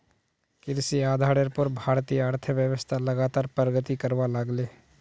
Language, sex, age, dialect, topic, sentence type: Magahi, male, 36-40, Northeastern/Surjapuri, agriculture, statement